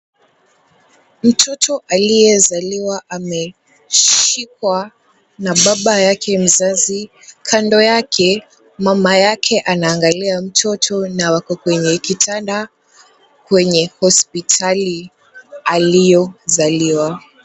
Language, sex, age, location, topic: Swahili, female, 18-24, Kisumu, health